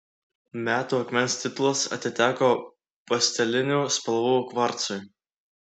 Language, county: Lithuanian, Klaipėda